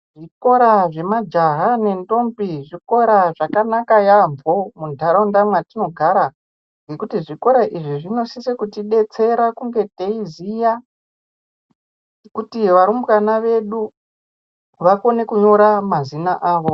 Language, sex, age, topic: Ndau, male, 25-35, education